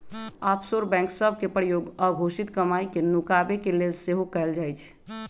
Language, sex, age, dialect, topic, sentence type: Magahi, male, 18-24, Western, banking, statement